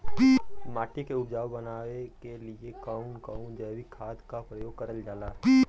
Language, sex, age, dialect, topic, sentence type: Bhojpuri, male, 18-24, Western, agriculture, question